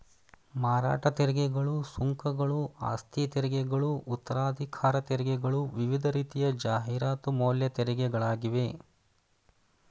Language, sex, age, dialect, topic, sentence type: Kannada, male, 31-35, Mysore Kannada, banking, statement